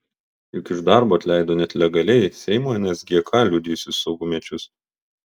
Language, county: Lithuanian, Vilnius